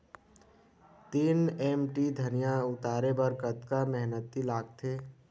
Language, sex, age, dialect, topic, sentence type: Chhattisgarhi, male, 18-24, Western/Budati/Khatahi, agriculture, question